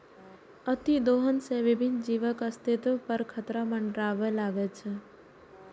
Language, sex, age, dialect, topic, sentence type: Maithili, female, 18-24, Eastern / Thethi, agriculture, statement